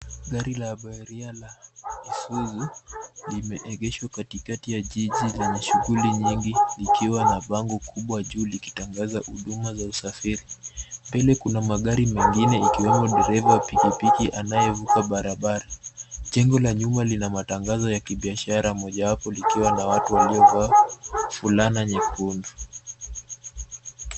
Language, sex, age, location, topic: Swahili, male, 18-24, Nairobi, government